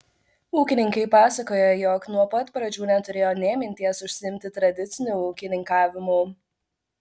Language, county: Lithuanian, Vilnius